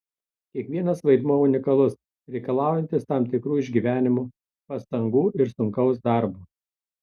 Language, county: Lithuanian, Tauragė